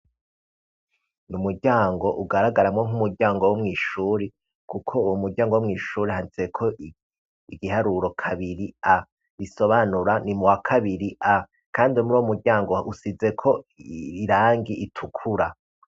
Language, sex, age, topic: Rundi, male, 36-49, education